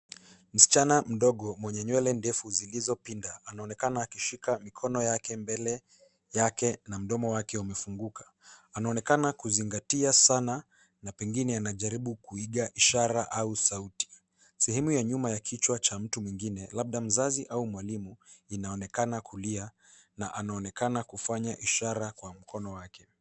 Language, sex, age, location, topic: Swahili, male, 18-24, Nairobi, education